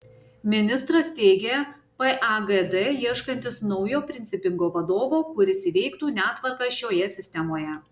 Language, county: Lithuanian, Šiauliai